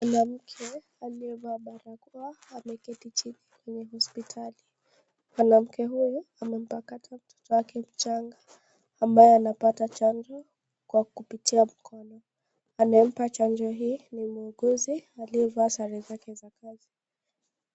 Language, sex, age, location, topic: Swahili, female, 25-35, Kisii, health